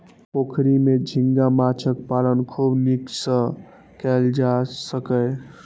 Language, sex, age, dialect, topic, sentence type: Maithili, male, 18-24, Eastern / Thethi, agriculture, statement